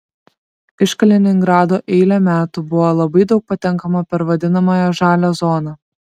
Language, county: Lithuanian, Šiauliai